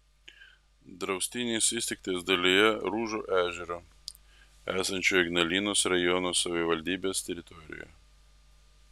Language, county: Lithuanian, Vilnius